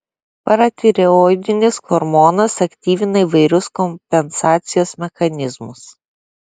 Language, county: Lithuanian, Klaipėda